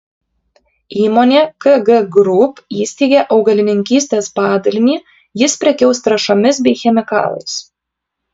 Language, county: Lithuanian, Kaunas